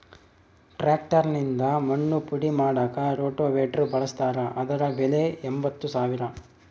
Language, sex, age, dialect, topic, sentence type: Kannada, male, 25-30, Central, agriculture, statement